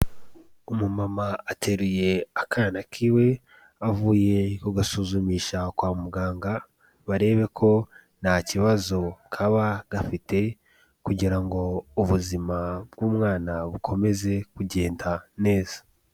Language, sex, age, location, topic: Kinyarwanda, male, 18-24, Kigali, health